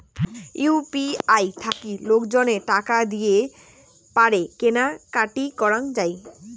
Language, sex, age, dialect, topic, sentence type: Bengali, female, 18-24, Rajbangshi, banking, statement